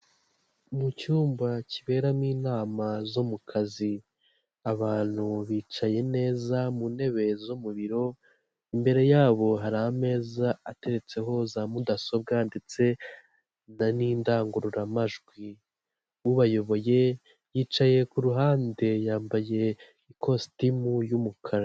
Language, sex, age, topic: Kinyarwanda, male, 18-24, government